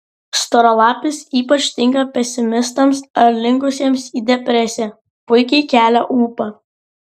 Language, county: Lithuanian, Klaipėda